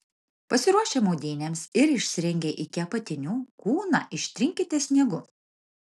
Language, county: Lithuanian, Marijampolė